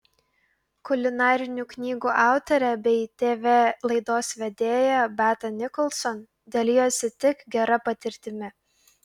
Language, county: Lithuanian, Klaipėda